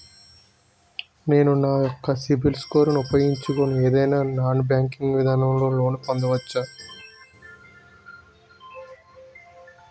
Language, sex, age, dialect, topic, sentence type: Telugu, male, 25-30, Utterandhra, banking, question